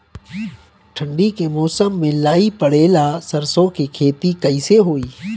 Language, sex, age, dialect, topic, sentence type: Bhojpuri, male, 31-35, Northern, agriculture, question